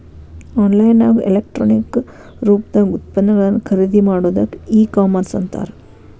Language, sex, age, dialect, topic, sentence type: Kannada, female, 36-40, Dharwad Kannada, banking, statement